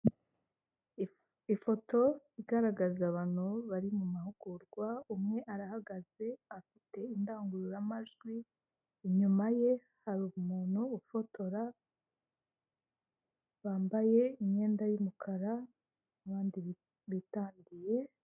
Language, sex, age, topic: Kinyarwanda, female, 25-35, government